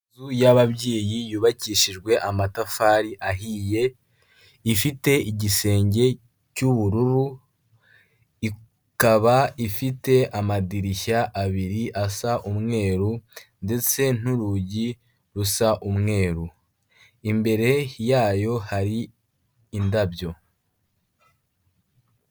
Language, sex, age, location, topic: Kinyarwanda, male, 18-24, Kigali, health